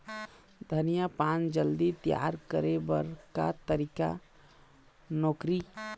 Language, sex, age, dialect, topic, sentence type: Chhattisgarhi, male, 25-30, Eastern, agriculture, question